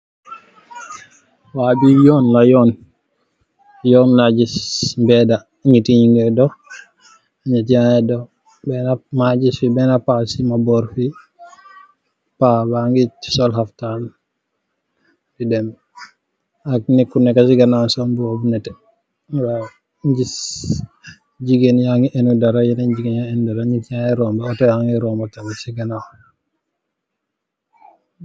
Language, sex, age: Wolof, male, 18-24